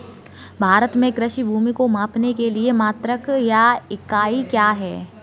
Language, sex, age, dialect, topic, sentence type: Hindi, female, 18-24, Kanauji Braj Bhasha, agriculture, question